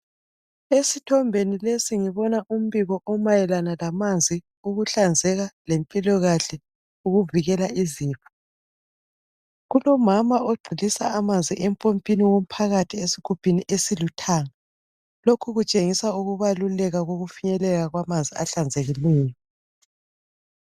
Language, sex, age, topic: North Ndebele, female, 36-49, health